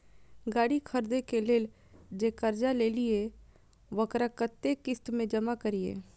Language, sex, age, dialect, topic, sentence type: Maithili, female, 31-35, Eastern / Thethi, banking, question